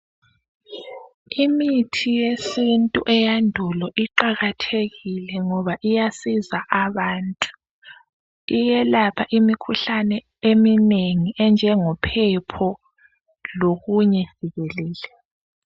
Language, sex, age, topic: North Ndebele, female, 25-35, health